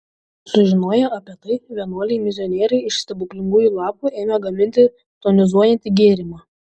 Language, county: Lithuanian, Šiauliai